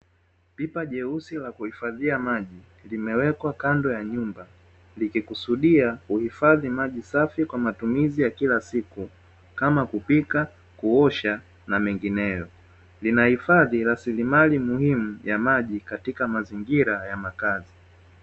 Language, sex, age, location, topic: Swahili, male, 18-24, Dar es Salaam, government